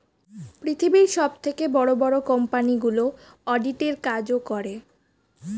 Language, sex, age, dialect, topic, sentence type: Bengali, female, 18-24, Standard Colloquial, banking, statement